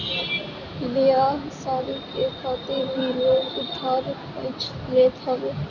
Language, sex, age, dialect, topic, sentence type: Bhojpuri, female, 18-24, Northern, banking, statement